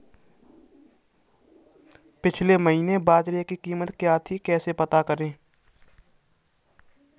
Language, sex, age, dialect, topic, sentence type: Hindi, male, 51-55, Kanauji Braj Bhasha, agriculture, question